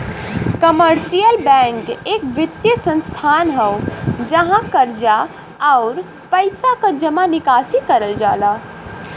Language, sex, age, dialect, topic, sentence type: Bhojpuri, female, 18-24, Western, banking, statement